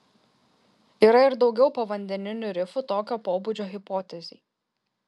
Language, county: Lithuanian, Kaunas